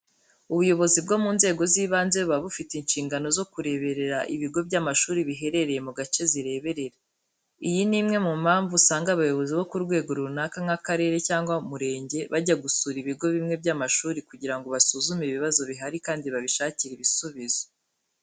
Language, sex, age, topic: Kinyarwanda, female, 18-24, education